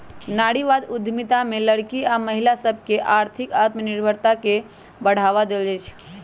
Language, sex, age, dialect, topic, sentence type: Magahi, male, 18-24, Western, banking, statement